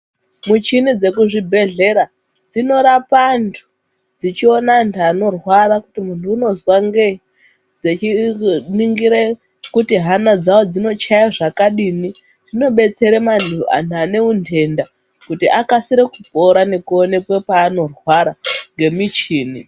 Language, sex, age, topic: Ndau, female, 36-49, health